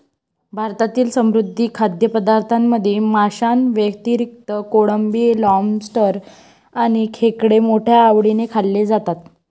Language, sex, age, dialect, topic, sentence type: Marathi, female, 41-45, Varhadi, agriculture, statement